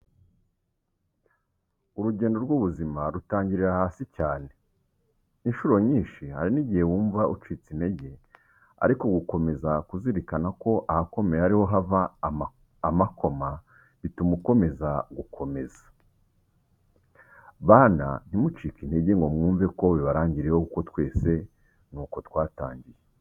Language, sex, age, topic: Kinyarwanda, male, 36-49, education